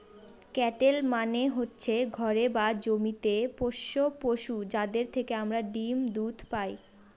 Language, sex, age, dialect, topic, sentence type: Bengali, female, 18-24, Northern/Varendri, agriculture, statement